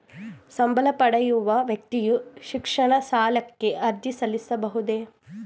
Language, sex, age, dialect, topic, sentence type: Kannada, female, 18-24, Mysore Kannada, banking, question